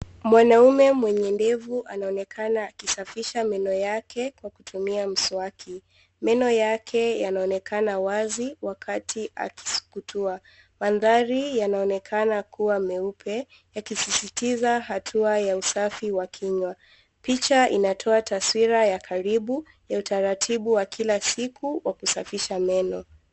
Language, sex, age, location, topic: Swahili, female, 18-24, Nairobi, health